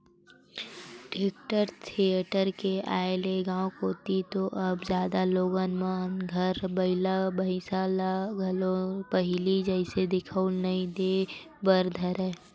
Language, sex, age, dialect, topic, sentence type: Chhattisgarhi, female, 18-24, Western/Budati/Khatahi, agriculture, statement